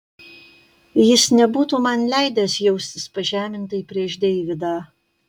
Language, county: Lithuanian, Kaunas